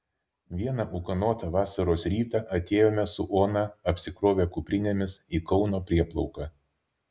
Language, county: Lithuanian, Vilnius